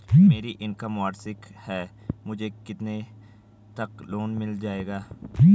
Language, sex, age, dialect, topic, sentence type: Hindi, male, 18-24, Garhwali, banking, question